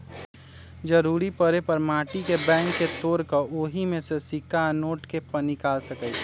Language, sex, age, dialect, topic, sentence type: Magahi, male, 25-30, Western, banking, statement